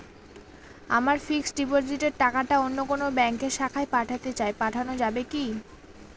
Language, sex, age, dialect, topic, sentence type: Bengali, female, 18-24, Northern/Varendri, banking, question